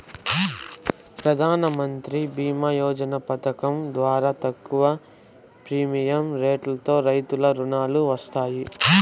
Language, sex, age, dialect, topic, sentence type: Telugu, male, 18-24, Southern, agriculture, statement